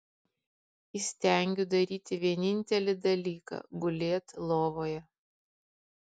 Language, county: Lithuanian, Kaunas